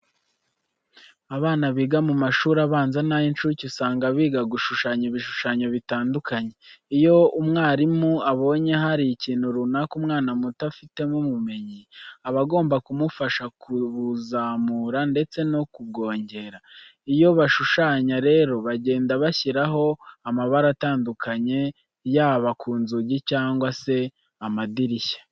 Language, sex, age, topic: Kinyarwanda, male, 18-24, education